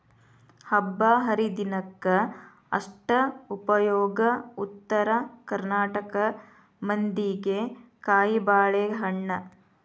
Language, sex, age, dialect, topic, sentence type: Kannada, female, 36-40, Dharwad Kannada, agriculture, statement